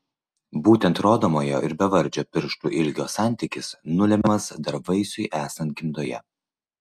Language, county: Lithuanian, Vilnius